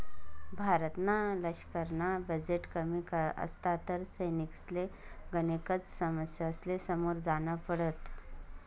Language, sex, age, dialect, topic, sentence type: Marathi, male, 18-24, Northern Konkan, banking, statement